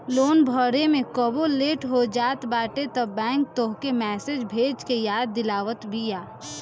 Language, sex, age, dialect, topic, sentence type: Bhojpuri, female, 25-30, Northern, banking, statement